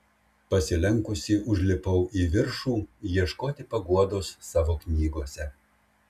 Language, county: Lithuanian, Šiauliai